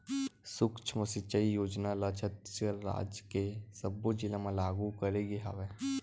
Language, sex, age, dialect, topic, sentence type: Chhattisgarhi, male, 18-24, Western/Budati/Khatahi, agriculture, statement